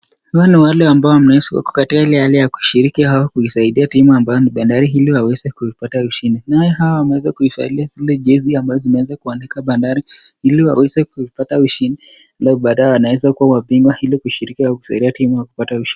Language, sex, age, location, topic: Swahili, male, 25-35, Nakuru, government